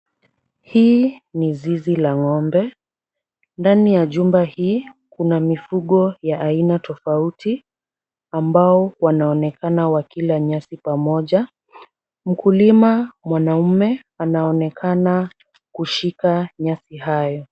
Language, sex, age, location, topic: Swahili, female, 18-24, Kisumu, agriculture